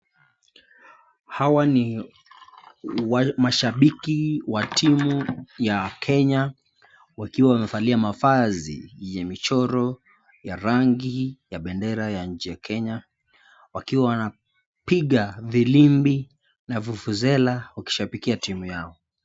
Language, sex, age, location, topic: Swahili, male, 25-35, Nakuru, government